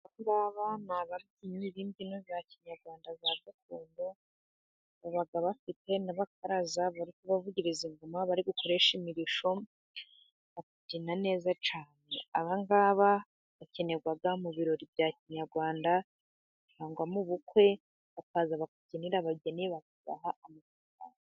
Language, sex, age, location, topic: Kinyarwanda, female, 50+, Musanze, government